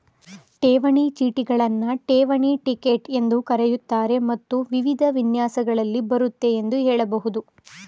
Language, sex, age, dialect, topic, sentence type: Kannada, female, 25-30, Mysore Kannada, banking, statement